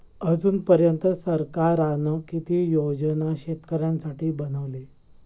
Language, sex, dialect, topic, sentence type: Marathi, male, Southern Konkan, agriculture, question